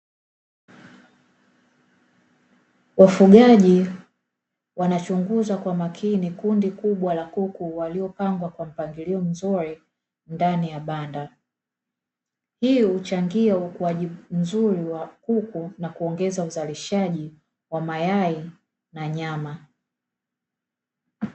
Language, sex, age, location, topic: Swahili, female, 25-35, Dar es Salaam, agriculture